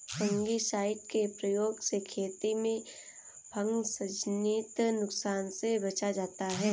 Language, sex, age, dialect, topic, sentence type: Hindi, female, 18-24, Kanauji Braj Bhasha, agriculture, statement